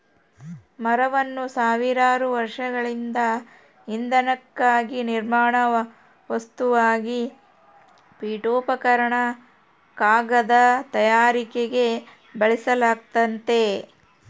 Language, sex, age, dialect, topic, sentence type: Kannada, female, 36-40, Central, agriculture, statement